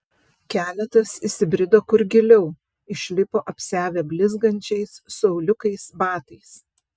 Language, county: Lithuanian, Vilnius